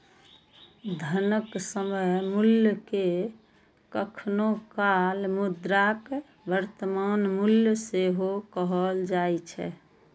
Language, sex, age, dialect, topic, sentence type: Maithili, female, 51-55, Eastern / Thethi, banking, statement